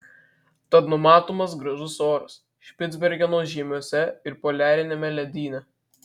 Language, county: Lithuanian, Marijampolė